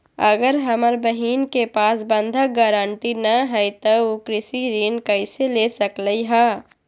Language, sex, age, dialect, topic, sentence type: Magahi, female, 18-24, Western, agriculture, statement